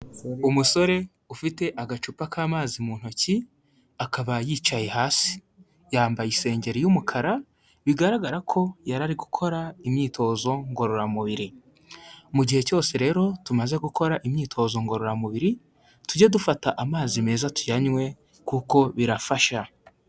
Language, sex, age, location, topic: Kinyarwanda, male, 18-24, Huye, health